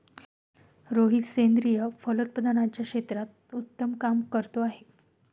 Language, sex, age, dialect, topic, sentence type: Marathi, female, 31-35, Standard Marathi, agriculture, statement